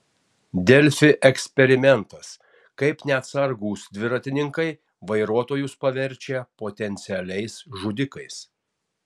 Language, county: Lithuanian, Tauragė